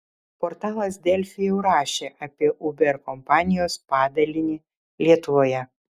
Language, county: Lithuanian, Vilnius